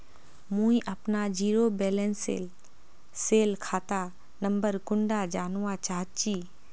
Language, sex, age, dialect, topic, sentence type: Magahi, female, 18-24, Northeastern/Surjapuri, banking, question